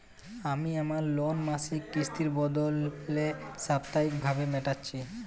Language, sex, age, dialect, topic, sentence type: Bengali, male, 18-24, Jharkhandi, banking, statement